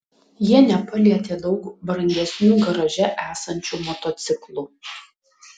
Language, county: Lithuanian, Utena